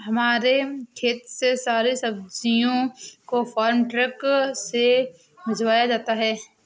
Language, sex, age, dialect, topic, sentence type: Hindi, female, 46-50, Awadhi Bundeli, agriculture, statement